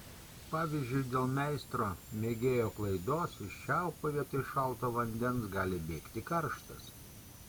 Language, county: Lithuanian, Kaunas